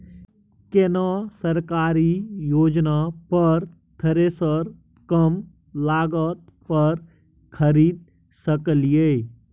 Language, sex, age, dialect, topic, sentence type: Maithili, male, 18-24, Bajjika, agriculture, question